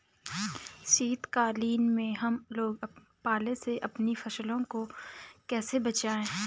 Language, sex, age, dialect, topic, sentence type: Hindi, female, 25-30, Garhwali, agriculture, question